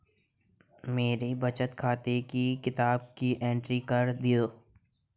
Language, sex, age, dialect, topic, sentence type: Hindi, male, 18-24, Hindustani Malvi Khadi Boli, banking, question